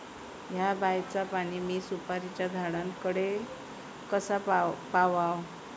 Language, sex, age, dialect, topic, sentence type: Marathi, female, 25-30, Southern Konkan, agriculture, question